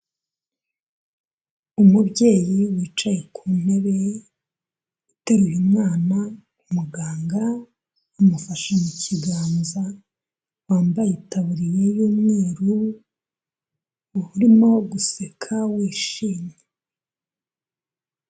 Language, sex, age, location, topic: Kinyarwanda, female, 25-35, Kigali, health